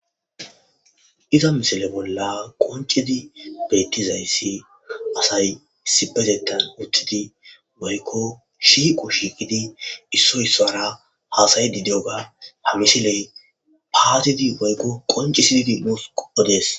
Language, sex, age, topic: Gamo, male, 18-24, agriculture